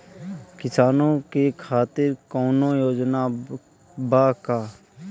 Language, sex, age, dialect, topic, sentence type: Bhojpuri, male, 18-24, Northern, banking, question